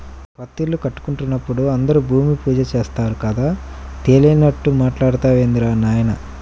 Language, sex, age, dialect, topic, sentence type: Telugu, male, 31-35, Central/Coastal, agriculture, statement